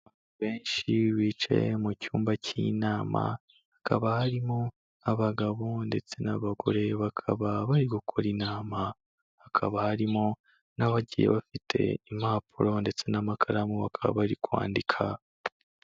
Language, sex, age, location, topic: Kinyarwanda, male, 25-35, Kigali, health